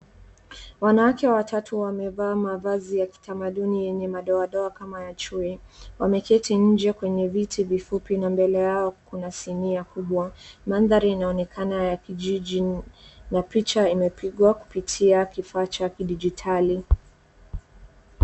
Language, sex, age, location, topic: Swahili, female, 18-24, Wajir, health